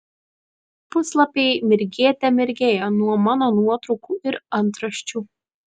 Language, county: Lithuanian, Vilnius